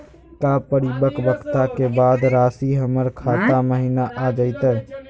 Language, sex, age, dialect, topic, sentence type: Magahi, male, 18-24, Southern, banking, question